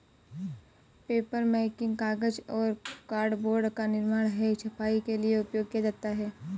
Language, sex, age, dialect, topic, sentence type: Hindi, female, 18-24, Kanauji Braj Bhasha, agriculture, statement